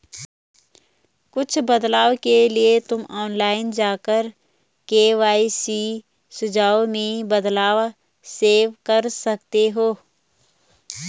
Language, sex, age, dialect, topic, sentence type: Hindi, female, 31-35, Garhwali, banking, statement